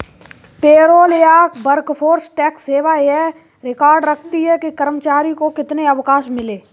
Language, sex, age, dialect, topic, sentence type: Hindi, male, 18-24, Kanauji Braj Bhasha, banking, statement